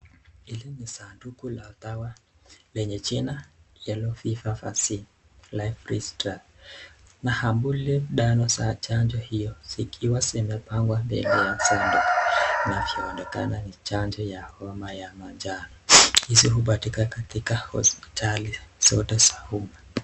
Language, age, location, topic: Swahili, 36-49, Nakuru, health